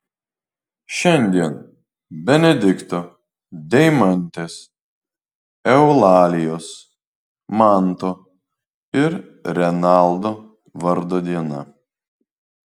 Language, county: Lithuanian, Vilnius